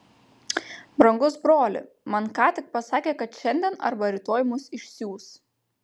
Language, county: Lithuanian, Panevėžys